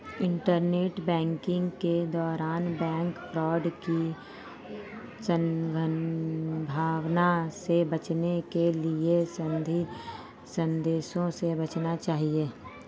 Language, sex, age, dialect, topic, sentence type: Hindi, female, 36-40, Marwari Dhudhari, banking, statement